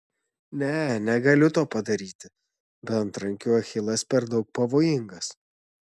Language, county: Lithuanian, Šiauliai